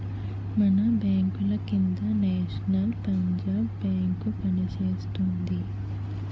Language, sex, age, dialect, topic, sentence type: Telugu, female, 18-24, Utterandhra, banking, statement